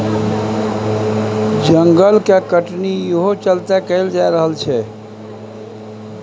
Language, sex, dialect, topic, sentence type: Maithili, male, Bajjika, agriculture, statement